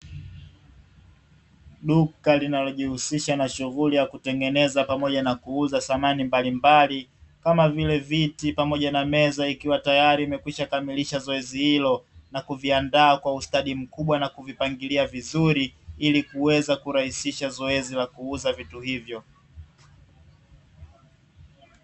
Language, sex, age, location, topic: Swahili, male, 18-24, Dar es Salaam, finance